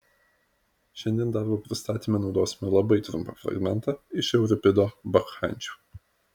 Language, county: Lithuanian, Vilnius